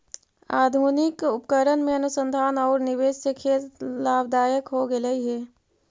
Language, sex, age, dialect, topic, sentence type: Magahi, female, 41-45, Central/Standard, banking, statement